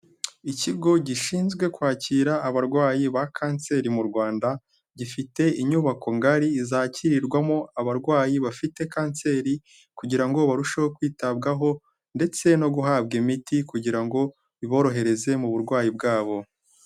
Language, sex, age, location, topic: Kinyarwanda, male, 18-24, Kigali, health